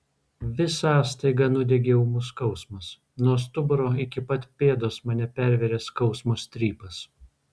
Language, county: Lithuanian, Vilnius